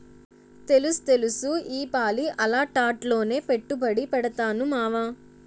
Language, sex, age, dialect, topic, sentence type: Telugu, female, 56-60, Utterandhra, banking, statement